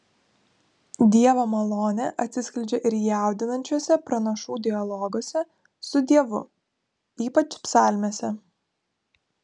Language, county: Lithuanian, Vilnius